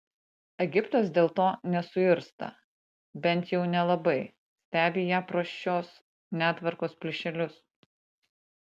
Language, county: Lithuanian, Panevėžys